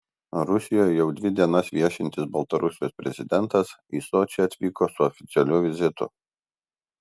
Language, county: Lithuanian, Kaunas